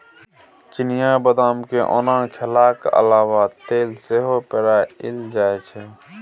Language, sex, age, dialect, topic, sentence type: Maithili, male, 31-35, Bajjika, agriculture, statement